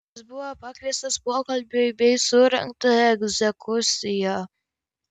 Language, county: Lithuanian, Kaunas